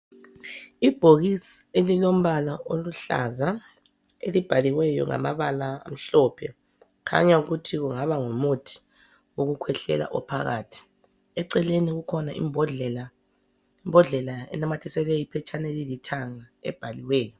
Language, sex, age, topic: North Ndebele, female, 25-35, health